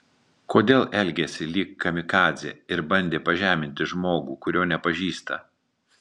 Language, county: Lithuanian, Marijampolė